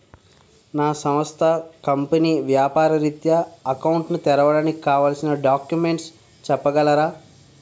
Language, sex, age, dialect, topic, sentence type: Telugu, male, 46-50, Utterandhra, banking, question